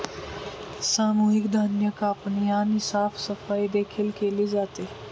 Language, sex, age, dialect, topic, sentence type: Marathi, male, 18-24, Standard Marathi, agriculture, statement